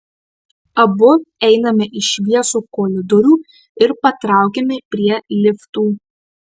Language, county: Lithuanian, Marijampolė